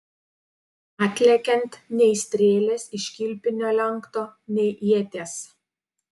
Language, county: Lithuanian, Panevėžys